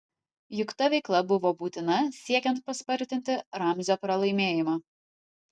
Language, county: Lithuanian, Vilnius